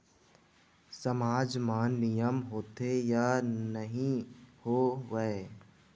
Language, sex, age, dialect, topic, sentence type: Chhattisgarhi, male, 18-24, Western/Budati/Khatahi, banking, question